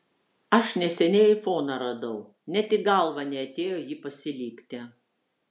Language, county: Lithuanian, Vilnius